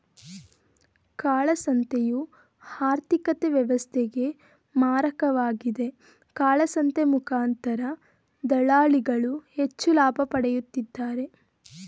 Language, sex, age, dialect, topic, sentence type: Kannada, female, 18-24, Mysore Kannada, banking, statement